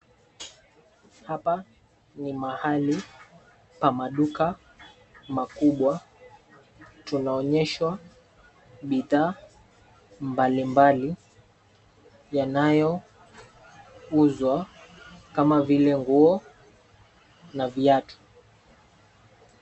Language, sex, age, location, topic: Swahili, male, 25-35, Nairobi, finance